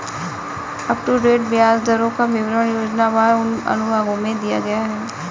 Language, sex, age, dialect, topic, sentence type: Hindi, female, 31-35, Kanauji Braj Bhasha, banking, statement